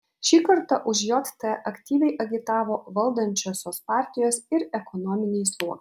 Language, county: Lithuanian, Vilnius